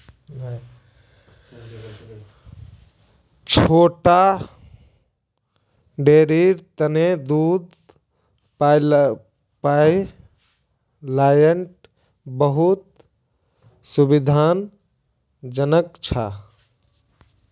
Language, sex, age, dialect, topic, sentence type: Magahi, male, 18-24, Northeastern/Surjapuri, agriculture, statement